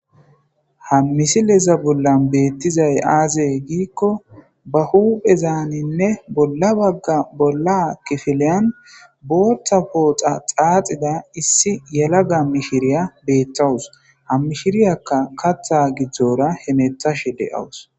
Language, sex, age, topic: Gamo, male, 18-24, agriculture